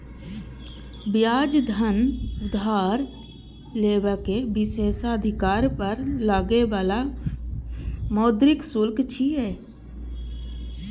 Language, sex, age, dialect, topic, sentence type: Maithili, female, 31-35, Eastern / Thethi, banking, statement